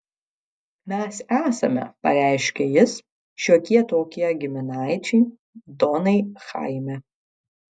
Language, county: Lithuanian, Šiauliai